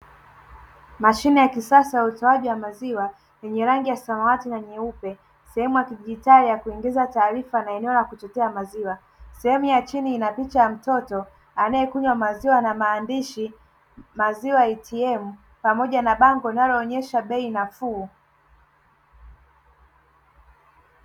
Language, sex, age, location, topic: Swahili, male, 18-24, Dar es Salaam, finance